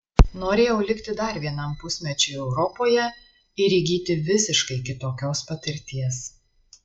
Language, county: Lithuanian, Marijampolė